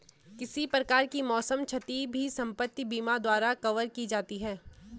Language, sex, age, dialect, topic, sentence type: Hindi, female, 18-24, Garhwali, banking, statement